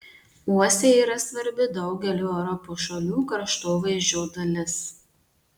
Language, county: Lithuanian, Marijampolė